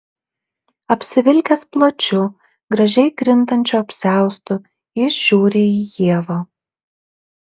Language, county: Lithuanian, Šiauliai